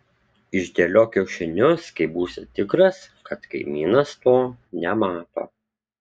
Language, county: Lithuanian, Kaunas